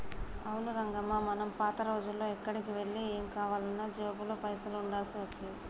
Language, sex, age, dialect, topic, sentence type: Telugu, female, 25-30, Telangana, banking, statement